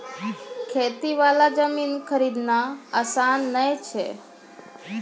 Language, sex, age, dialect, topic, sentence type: Maithili, female, 25-30, Angika, agriculture, statement